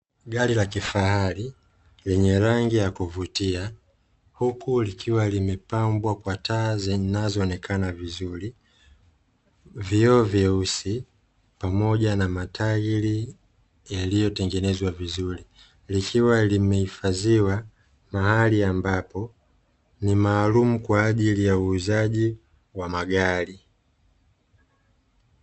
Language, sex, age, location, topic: Swahili, male, 25-35, Dar es Salaam, finance